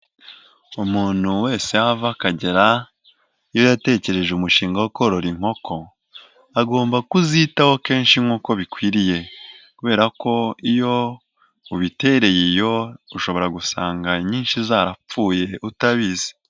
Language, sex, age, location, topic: Kinyarwanda, male, 18-24, Nyagatare, agriculture